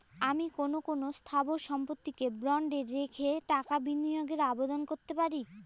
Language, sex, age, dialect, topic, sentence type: Bengali, female, <18, Jharkhandi, banking, question